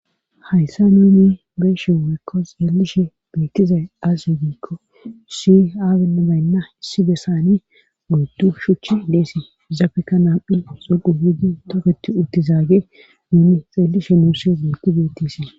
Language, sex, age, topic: Gamo, female, 18-24, government